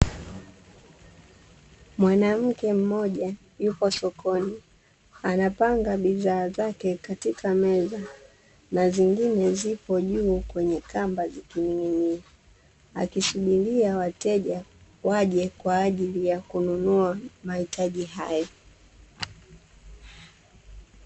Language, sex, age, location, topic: Swahili, female, 18-24, Dar es Salaam, finance